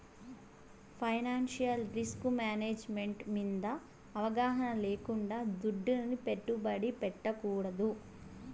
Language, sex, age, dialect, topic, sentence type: Telugu, female, 18-24, Southern, banking, statement